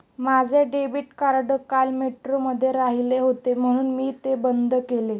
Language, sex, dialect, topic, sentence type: Marathi, female, Standard Marathi, banking, statement